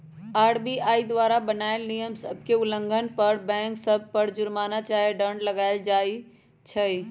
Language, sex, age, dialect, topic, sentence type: Magahi, male, 25-30, Western, banking, statement